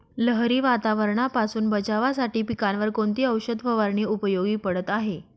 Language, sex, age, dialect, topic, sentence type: Marathi, female, 31-35, Northern Konkan, agriculture, question